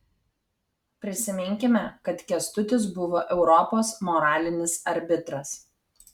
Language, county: Lithuanian, Kaunas